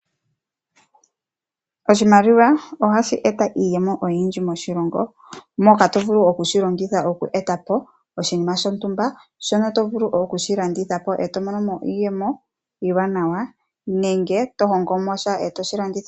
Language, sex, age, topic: Oshiwambo, female, 25-35, finance